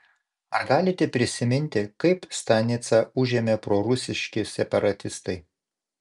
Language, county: Lithuanian, Panevėžys